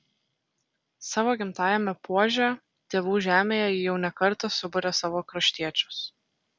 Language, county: Lithuanian, Telšiai